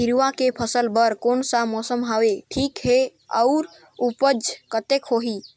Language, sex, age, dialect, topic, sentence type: Chhattisgarhi, male, 25-30, Northern/Bhandar, agriculture, question